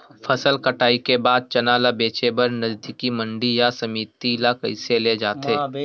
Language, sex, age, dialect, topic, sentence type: Chhattisgarhi, male, 18-24, Western/Budati/Khatahi, agriculture, question